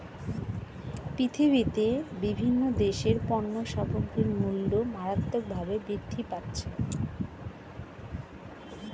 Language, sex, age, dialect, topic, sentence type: Bengali, female, 36-40, Standard Colloquial, banking, statement